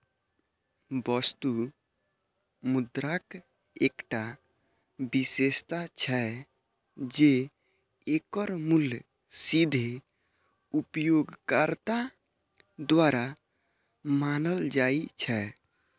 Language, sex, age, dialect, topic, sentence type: Maithili, male, 25-30, Eastern / Thethi, banking, statement